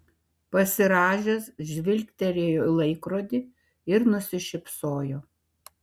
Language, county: Lithuanian, Šiauliai